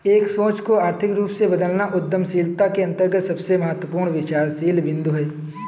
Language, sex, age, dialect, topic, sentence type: Hindi, male, 18-24, Kanauji Braj Bhasha, banking, statement